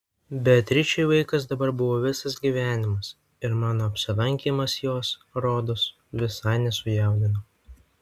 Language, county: Lithuanian, Vilnius